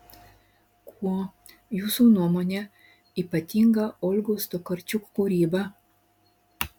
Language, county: Lithuanian, Marijampolė